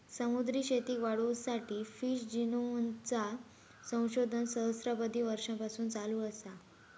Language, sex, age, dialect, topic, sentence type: Marathi, female, 18-24, Southern Konkan, agriculture, statement